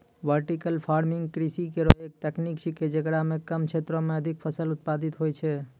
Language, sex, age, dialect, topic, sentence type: Maithili, male, 25-30, Angika, agriculture, statement